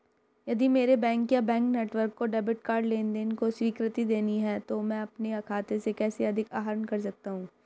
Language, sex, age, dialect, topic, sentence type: Hindi, female, 18-24, Hindustani Malvi Khadi Boli, banking, question